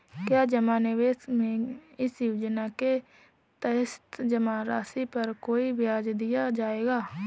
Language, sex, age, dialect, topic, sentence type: Hindi, female, 31-35, Marwari Dhudhari, banking, question